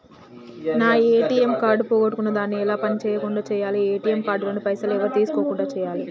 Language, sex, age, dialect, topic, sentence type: Telugu, male, 18-24, Telangana, banking, question